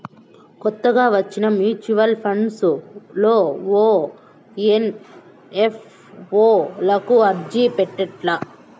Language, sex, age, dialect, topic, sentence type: Telugu, male, 25-30, Southern, banking, statement